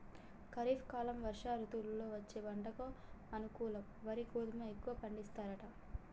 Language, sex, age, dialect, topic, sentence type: Telugu, female, 18-24, Telangana, agriculture, statement